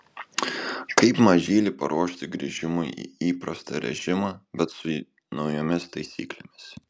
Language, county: Lithuanian, Kaunas